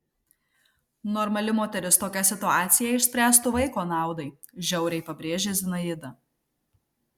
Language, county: Lithuanian, Marijampolė